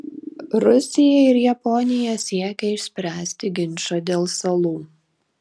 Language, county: Lithuanian, Šiauliai